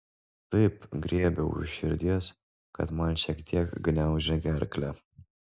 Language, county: Lithuanian, Šiauliai